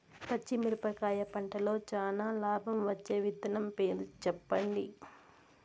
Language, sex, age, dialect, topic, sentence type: Telugu, female, 18-24, Southern, agriculture, question